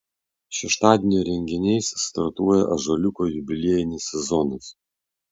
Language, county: Lithuanian, Vilnius